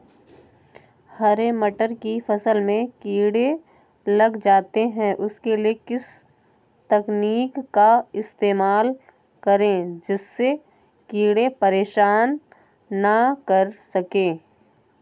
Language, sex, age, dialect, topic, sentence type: Hindi, female, 18-24, Awadhi Bundeli, agriculture, question